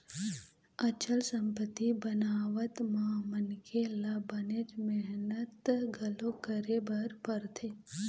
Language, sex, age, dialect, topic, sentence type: Chhattisgarhi, female, 18-24, Eastern, banking, statement